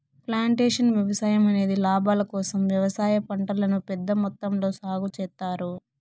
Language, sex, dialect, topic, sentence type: Telugu, female, Southern, agriculture, statement